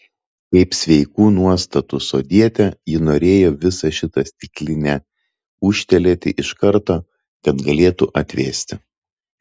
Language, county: Lithuanian, Telšiai